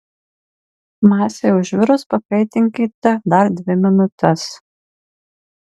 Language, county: Lithuanian, Marijampolė